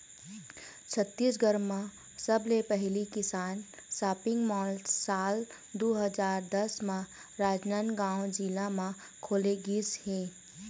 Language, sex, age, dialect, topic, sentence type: Chhattisgarhi, female, 18-24, Eastern, agriculture, statement